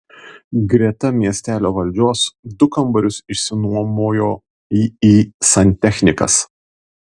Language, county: Lithuanian, Panevėžys